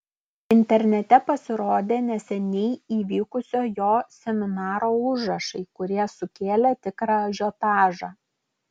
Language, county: Lithuanian, Klaipėda